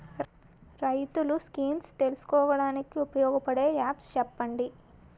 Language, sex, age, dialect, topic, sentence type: Telugu, female, 18-24, Utterandhra, agriculture, question